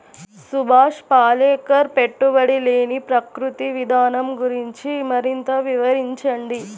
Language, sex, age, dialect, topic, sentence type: Telugu, female, 41-45, Central/Coastal, agriculture, question